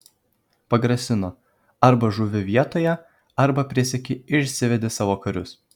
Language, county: Lithuanian, Kaunas